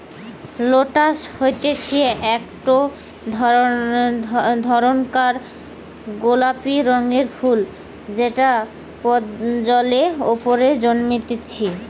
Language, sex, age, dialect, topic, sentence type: Bengali, female, 25-30, Western, agriculture, statement